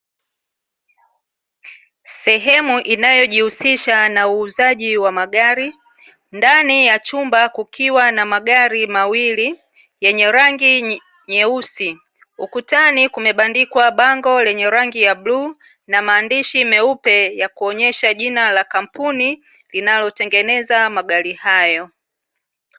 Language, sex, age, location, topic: Swahili, female, 36-49, Dar es Salaam, finance